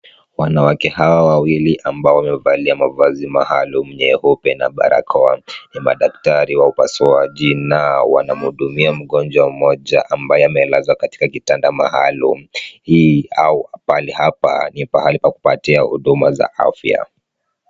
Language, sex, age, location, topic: Swahili, male, 36-49, Kisumu, health